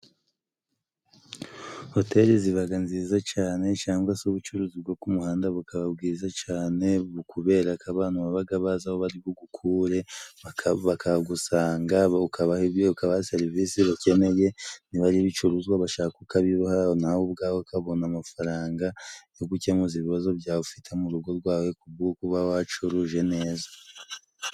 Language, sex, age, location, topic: Kinyarwanda, male, 25-35, Musanze, finance